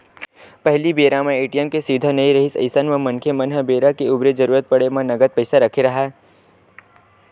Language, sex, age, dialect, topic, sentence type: Chhattisgarhi, male, 18-24, Western/Budati/Khatahi, banking, statement